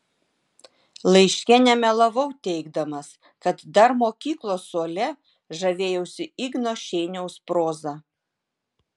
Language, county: Lithuanian, Vilnius